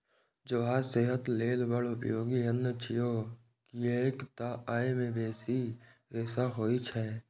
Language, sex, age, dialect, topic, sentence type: Maithili, male, 18-24, Eastern / Thethi, agriculture, statement